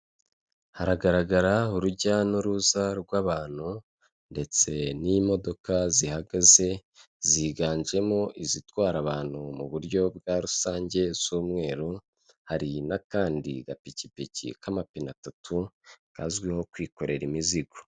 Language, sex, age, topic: Kinyarwanda, male, 25-35, government